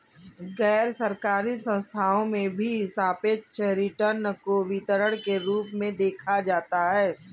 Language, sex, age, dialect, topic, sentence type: Hindi, female, 51-55, Kanauji Braj Bhasha, banking, statement